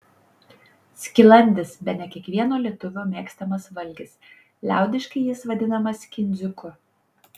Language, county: Lithuanian, Panevėžys